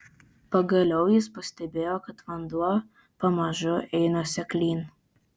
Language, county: Lithuanian, Vilnius